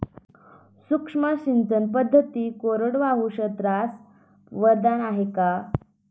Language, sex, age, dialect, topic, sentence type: Marathi, female, 18-24, Standard Marathi, agriculture, question